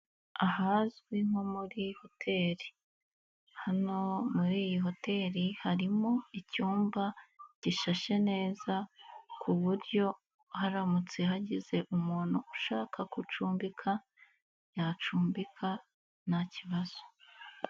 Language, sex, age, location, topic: Kinyarwanda, female, 18-24, Nyagatare, finance